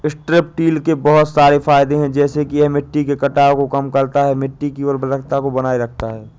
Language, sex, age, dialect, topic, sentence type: Hindi, male, 18-24, Awadhi Bundeli, agriculture, statement